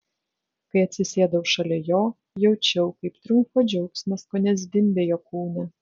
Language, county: Lithuanian, Vilnius